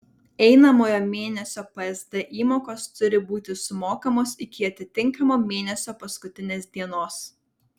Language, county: Lithuanian, Vilnius